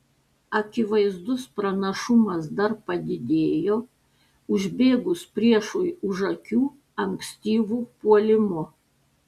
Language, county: Lithuanian, Panevėžys